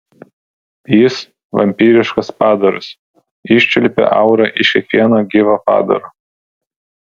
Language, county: Lithuanian, Vilnius